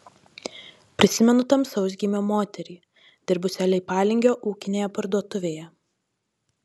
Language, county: Lithuanian, Marijampolė